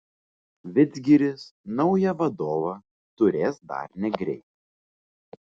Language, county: Lithuanian, Vilnius